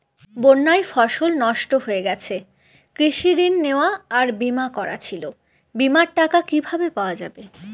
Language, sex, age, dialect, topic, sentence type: Bengali, female, 18-24, Northern/Varendri, banking, question